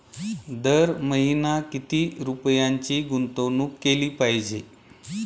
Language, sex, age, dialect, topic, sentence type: Marathi, male, 41-45, Standard Marathi, banking, question